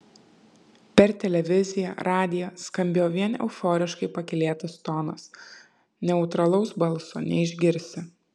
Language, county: Lithuanian, Kaunas